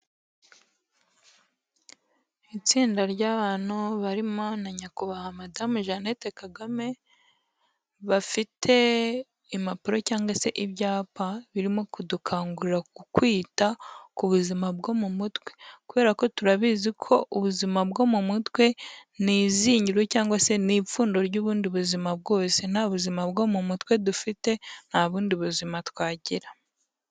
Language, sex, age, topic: Kinyarwanda, female, 18-24, health